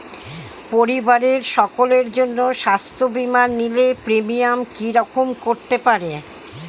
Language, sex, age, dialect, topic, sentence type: Bengali, female, 60-100, Standard Colloquial, banking, question